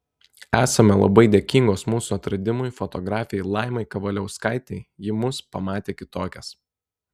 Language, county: Lithuanian, Telšiai